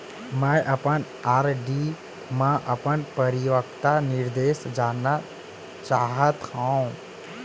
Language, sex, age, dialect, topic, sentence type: Chhattisgarhi, male, 18-24, Central, banking, statement